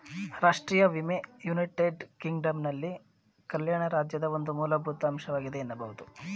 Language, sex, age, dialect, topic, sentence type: Kannada, male, 36-40, Mysore Kannada, banking, statement